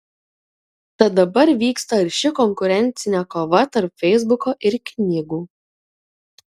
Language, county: Lithuanian, Kaunas